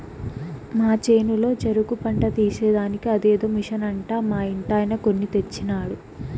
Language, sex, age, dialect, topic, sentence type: Telugu, female, 18-24, Southern, agriculture, statement